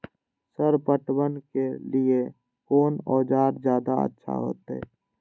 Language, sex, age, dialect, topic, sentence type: Maithili, male, 18-24, Eastern / Thethi, agriculture, question